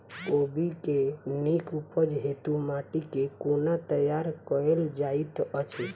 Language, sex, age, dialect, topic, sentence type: Maithili, female, 18-24, Southern/Standard, agriculture, question